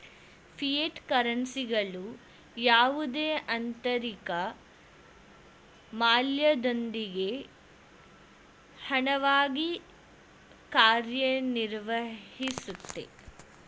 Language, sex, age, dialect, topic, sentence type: Kannada, female, 18-24, Mysore Kannada, banking, statement